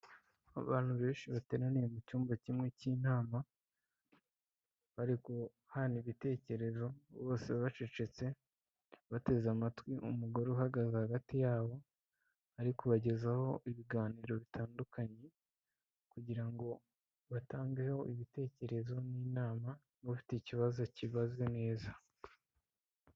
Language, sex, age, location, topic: Kinyarwanda, male, 25-35, Kigali, health